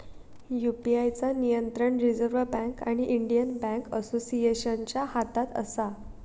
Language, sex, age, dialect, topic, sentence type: Marathi, female, 18-24, Southern Konkan, banking, statement